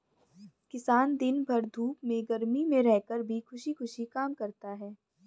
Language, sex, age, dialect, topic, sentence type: Hindi, female, 25-30, Hindustani Malvi Khadi Boli, agriculture, statement